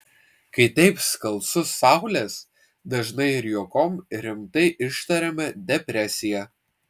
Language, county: Lithuanian, Vilnius